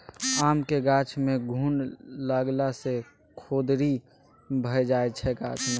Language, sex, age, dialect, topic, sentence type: Maithili, male, 18-24, Bajjika, agriculture, statement